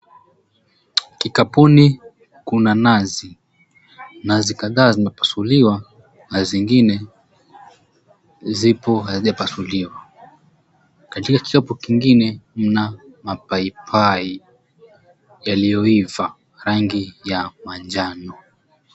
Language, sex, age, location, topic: Swahili, male, 18-24, Mombasa, agriculture